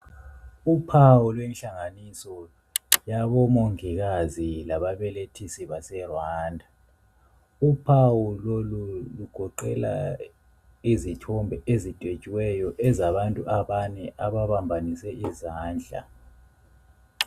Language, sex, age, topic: North Ndebele, male, 25-35, health